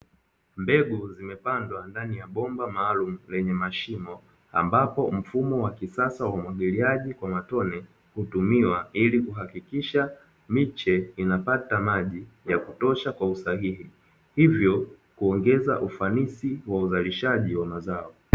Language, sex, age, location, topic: Swahili, male, 25-35, Dar es Salaam, agriculture